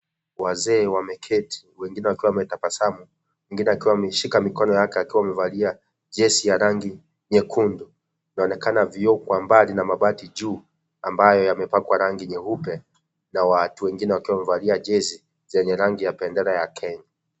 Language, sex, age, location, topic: Swahili, male, 25-35, Kisii, government